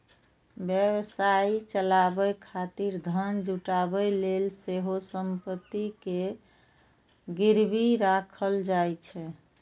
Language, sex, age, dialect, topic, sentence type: Maithili, female, 18-24, Eastern / Thethi, banking, statement